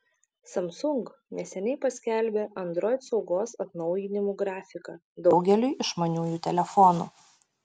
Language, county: Lithuanian, Šiauliai